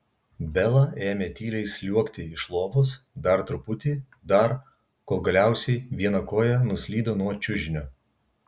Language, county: Lithuanian, Vilnius